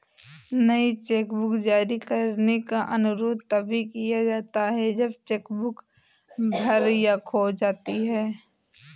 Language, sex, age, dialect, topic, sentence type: Hindi, female, 18-24, Awadhi Bundeli, banking, statement